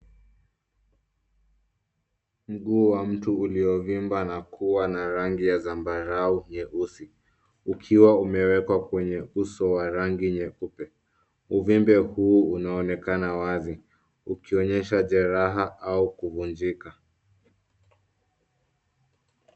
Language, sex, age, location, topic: Swahili, male, 18-24, Nairobi, health